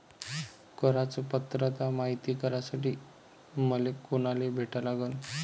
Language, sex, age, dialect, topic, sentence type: Marathi, male, 31-35, Varhadi, banking, question